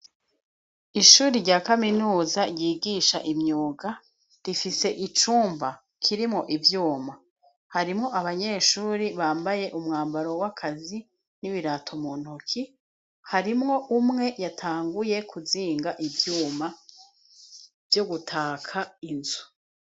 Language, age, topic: Rundi, 36-49, education